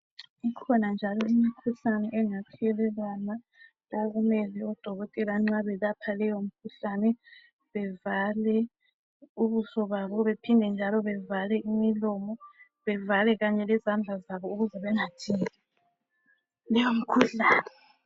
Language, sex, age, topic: North Ndebele, female, 25-35, health